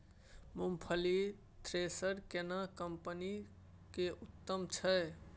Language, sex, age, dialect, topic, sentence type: Maithili, male, 18-24, Bajjika, agriculture, question